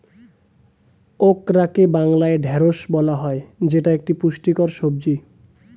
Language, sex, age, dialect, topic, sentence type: Bengali, male, 25-30, Standard Colloquial, agriculture, statement